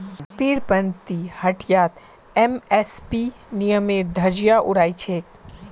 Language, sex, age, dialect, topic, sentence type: Magahi, male, 25-30, Northeastern/Surjapuri, agriculture, statement